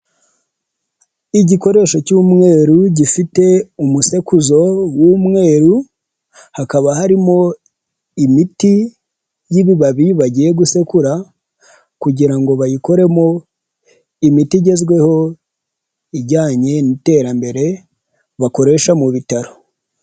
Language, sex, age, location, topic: Kinyarwanda, male, 25-35, Huye, health